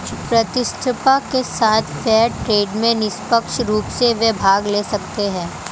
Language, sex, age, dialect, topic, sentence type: Hindi, male, 18-24, Marwari Dhudhari, banking, statement